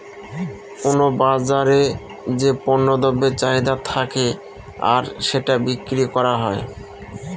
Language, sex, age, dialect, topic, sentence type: Bengali, male, 36-40, Northern/Varendri, banking, statement